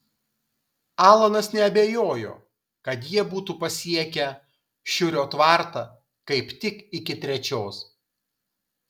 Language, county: Lithuanian, Kaunas